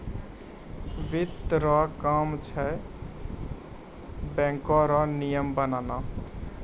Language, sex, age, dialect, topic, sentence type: Maithili, male, 25-30, Angika, banking, statement